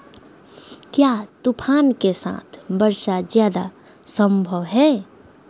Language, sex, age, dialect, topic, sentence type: Magahi, female, 51-55, Southern, agriculture, question